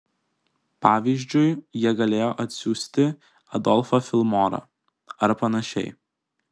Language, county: Lithuanian, Kaunas